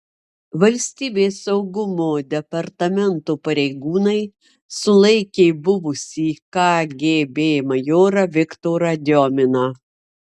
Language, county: Lithuanian, Marijampolė